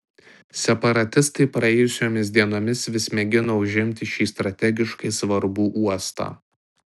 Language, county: Lithuanian, Tauragė